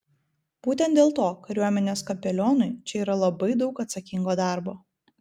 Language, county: Lithuanian, Vilnius